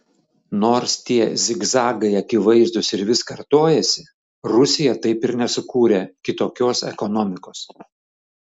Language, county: Lithuanian, Šiauliai